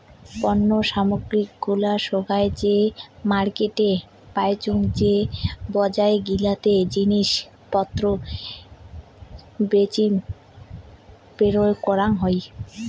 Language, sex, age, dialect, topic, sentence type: Bengali, female, 18-24, Rajbangshi, banking, statement